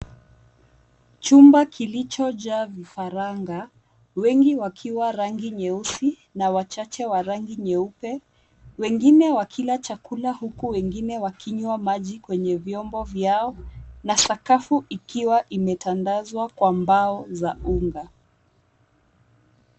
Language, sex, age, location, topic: Swahili, female, 18-24, Nairobi, agriculture